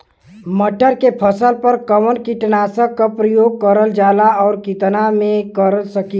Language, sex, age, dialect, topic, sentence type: Bhojpuri, male, 18-24, Western, agriculture, question